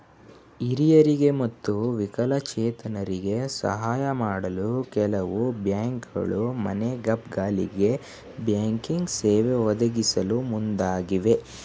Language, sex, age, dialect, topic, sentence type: Kannada, male, 18-24, Mysore Kannada, banking, statement